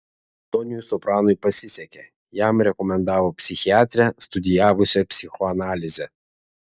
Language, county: Lithuanian, Vilnius